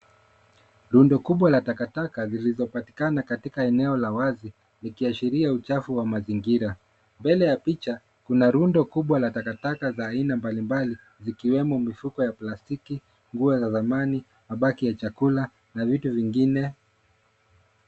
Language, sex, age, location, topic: Swahili, male, 25-35, Nairobi, government